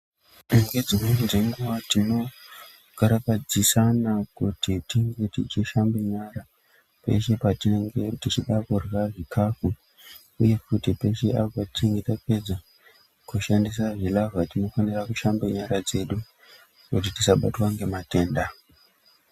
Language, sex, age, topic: Ndau, male, 25-35, health